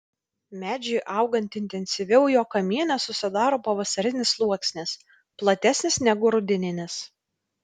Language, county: Lithuanian, Vilnius